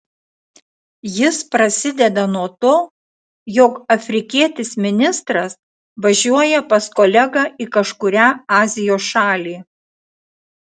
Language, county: Lithuanian, Tauragė